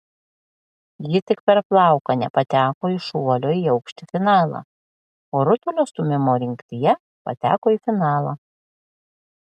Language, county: Lithuanian, Klaipėda